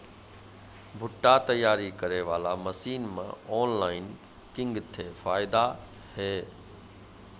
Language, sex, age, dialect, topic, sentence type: Maithili, male, 51-55, Angika, agriculture, question